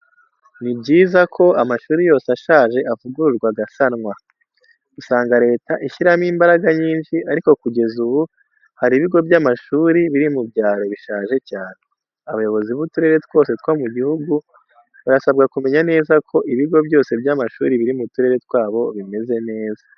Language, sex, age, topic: Kinyarwanda, male, 18-24, education